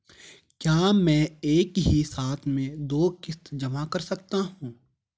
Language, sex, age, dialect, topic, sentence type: Hindi, male, 18-24, Garhwali, banking, question